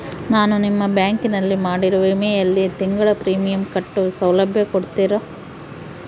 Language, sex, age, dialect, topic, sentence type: Kannada, female, 18-24, Central, banking, question